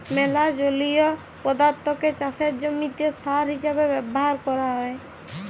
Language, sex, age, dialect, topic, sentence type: Bengali, female, 18-24, Jharkhandi, agriculture, statement